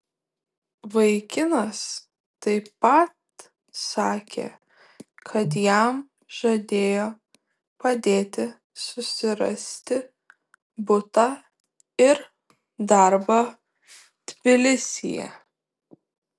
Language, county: Lithuanian, Šiauliai